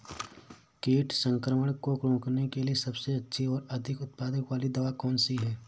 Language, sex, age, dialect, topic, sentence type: Hindi, male, 18-24, Awadhi Bundeli, agriculture, question